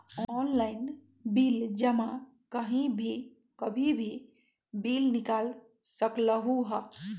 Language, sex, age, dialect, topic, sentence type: Magahi, male, 18-24, Western, banking, question